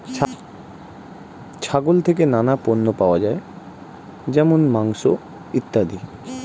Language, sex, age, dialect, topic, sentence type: Bengali, male, 18-24, Standard Colloquial, agriculture, statement